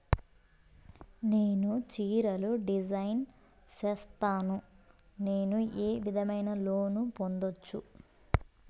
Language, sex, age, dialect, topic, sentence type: Telugu, female, 25-30, Southern, banking, question